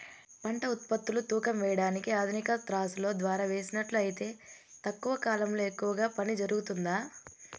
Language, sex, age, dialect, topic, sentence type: Telugu, female, 18-24, Southern, agriculture, question